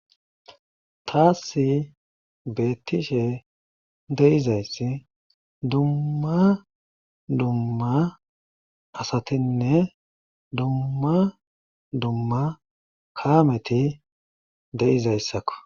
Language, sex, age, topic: Gamo, male, 25-35, government